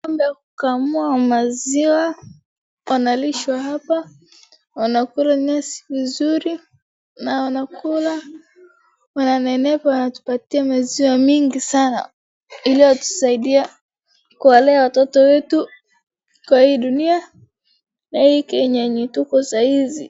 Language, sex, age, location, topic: Swahili, female, 36-49, Wajir, agriculture